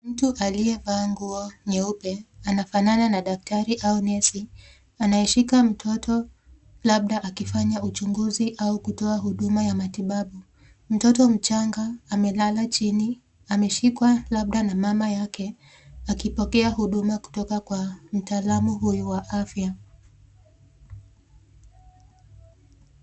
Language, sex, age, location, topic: Swahili, female, 25-35, Nakuru, health